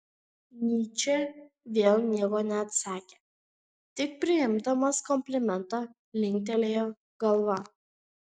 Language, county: Lithuanian, Panevėžys